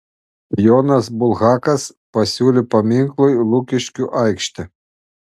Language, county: Lithuanian, Panevėžys